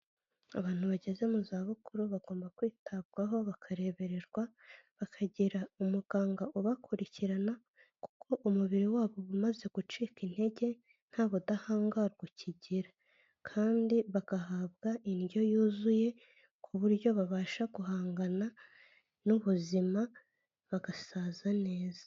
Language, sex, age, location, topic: Kinyarwanda, female, 25-35, Kigali, health